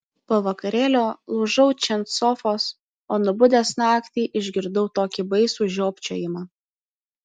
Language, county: Lithuanian, Utena